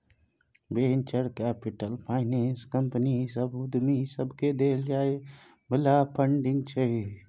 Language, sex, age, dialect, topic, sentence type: Maithili, male, 60-100, Bajjika, banking, statement